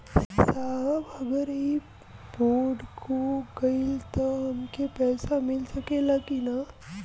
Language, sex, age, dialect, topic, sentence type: Bhojpuri, female, 18-24, Western, banking, question